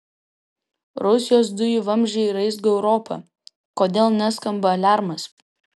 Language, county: Lithuanian, Vilnius